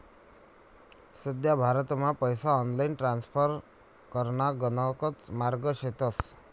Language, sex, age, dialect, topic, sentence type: Marathi, male, 31-35, Northern Konkan, banking, statement